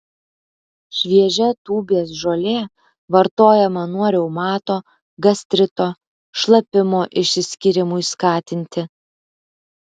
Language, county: Lithuanian, Alytus